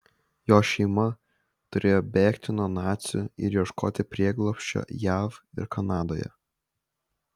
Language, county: Lithuanian, Kaunas